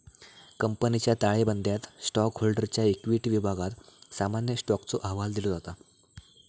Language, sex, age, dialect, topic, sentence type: Marathi, male, 18-24, Southern Konkan, banking, statement